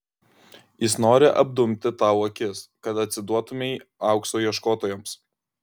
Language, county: Lithuanian, Kaunas